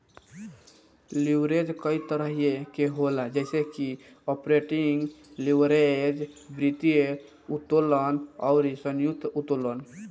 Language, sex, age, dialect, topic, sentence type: Bhojpuri, male, <18, Northern, banking, statement